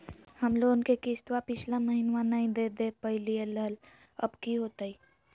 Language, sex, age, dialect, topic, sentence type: Magahi, female, 18-24, Southern, banking, question